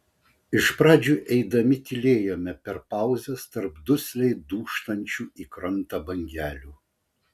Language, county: Lithuanian, Vilnius